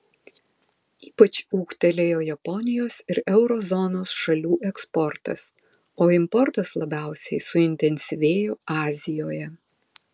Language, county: Lithuanian, Vilnius